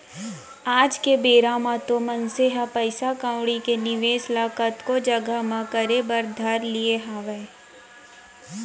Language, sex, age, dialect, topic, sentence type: Chhattisgarhi, female, 25-30, Central, banking, statement